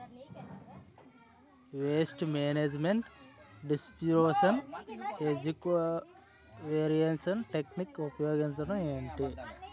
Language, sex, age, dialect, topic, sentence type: Telugu, male, 36-40, Utterandhra, agriculture, question